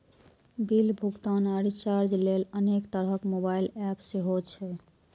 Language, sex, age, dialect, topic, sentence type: Maithili, female, 25-30, Eastern / Thethi, banking, statement